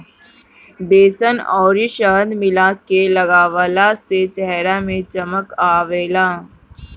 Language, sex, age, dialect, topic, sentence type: Bhojpuri, male, 31-35, Northern, agriculture, statement